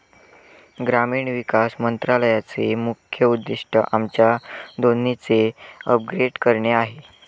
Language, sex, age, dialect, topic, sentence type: Marathi, male, 25-30, Southern Konkan, agriculture, statement